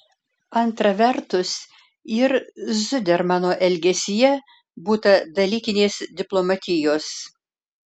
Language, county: Lithuanian, Alytus